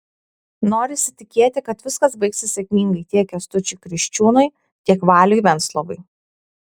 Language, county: Lithuanian, Kaunas